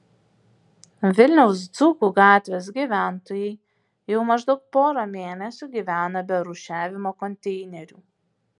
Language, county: Lithuanian, Vilnius